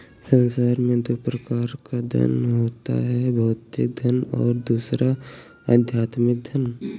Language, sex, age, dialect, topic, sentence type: Hindi, male, 18-24, Awadhi Bundeli, banking, statement